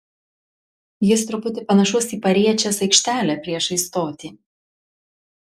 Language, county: Lithuanian, Klaipėda